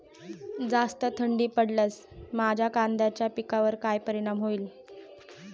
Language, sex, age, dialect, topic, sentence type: Marathi, female, 18-24, Standard Marathi, agriculture, question